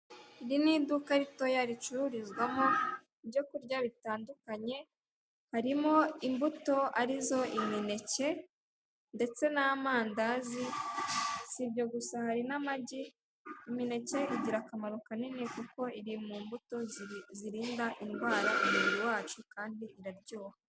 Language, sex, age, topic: Kinyarwanda, female, 18-24, finance